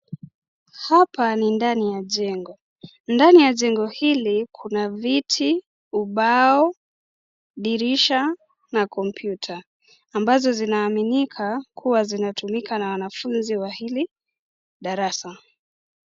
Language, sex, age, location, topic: Swahili, female, 25-35, Nakuru, education